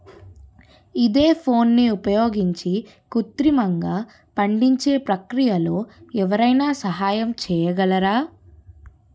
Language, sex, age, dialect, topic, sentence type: Telugu, female, 31-35, Utterandhra, agriculture, question